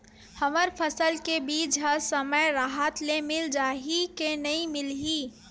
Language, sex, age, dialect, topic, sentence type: Chhattisgarhi, female, 18-24, Western/Budati/Khatahi, agriculture, question